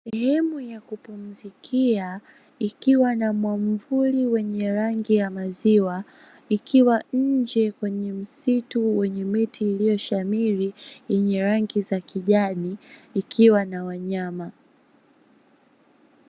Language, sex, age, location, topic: Swahili, female, 18-24, Dar es Salaam, agriculture